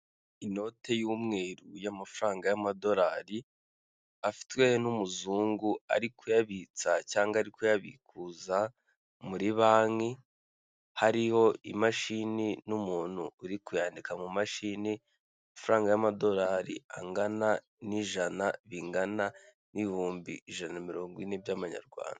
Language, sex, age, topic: Kinyarwanda, male, 18-24, finance